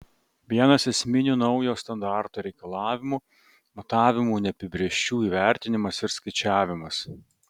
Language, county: Lithuanian, Vilnius